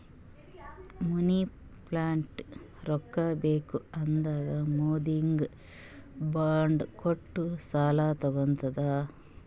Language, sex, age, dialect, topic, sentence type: Kannada, female, 36-40, Northeastern, banking, statement